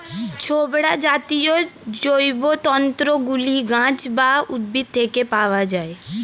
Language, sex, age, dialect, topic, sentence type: Bengali, female, 18-24, Standard Colloquial, agriculture, statement